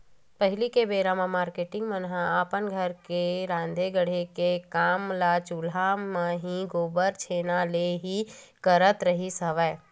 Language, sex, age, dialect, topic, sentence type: Chhattisgarhi, female, 31-35, Western/Budati/Khatahi, agriculture, statement